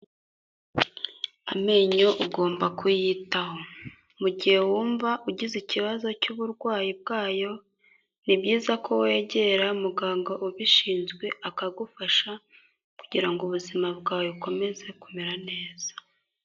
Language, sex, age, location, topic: Kinyarwanda, female, 18-24, Kigali, health